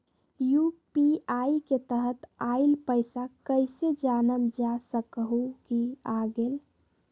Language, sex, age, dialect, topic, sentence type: Magahi, female, 18-24, Western, banking, question